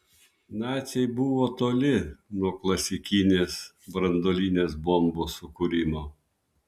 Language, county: Lithuanian, Vilnius